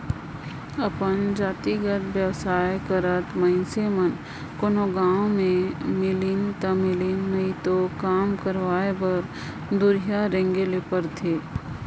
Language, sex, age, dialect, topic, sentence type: Chhattisgarhi, female, 56-60, Northern/Bhandar, banking, statement